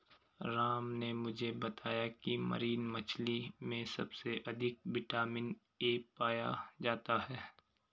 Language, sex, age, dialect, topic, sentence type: Hindi, male, 25-30, Garhwali, agriculture, statement